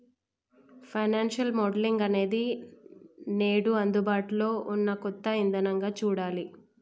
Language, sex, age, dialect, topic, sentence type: Telugu, female, 25-30, Telangana, banking, statement